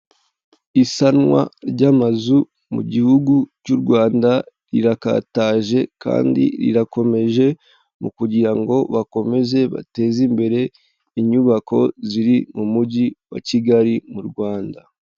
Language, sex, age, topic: Kinyarwanda, male, 18-24, government